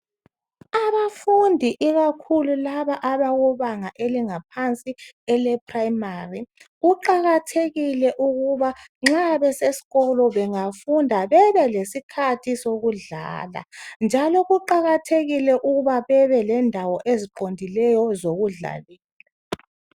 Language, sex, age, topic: North Ndebele, female, 36-49, education